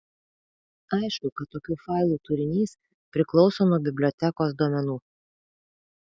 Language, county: Lithuanian, Vilnius